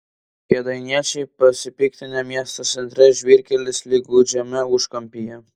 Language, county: Lithuanian, Vilnius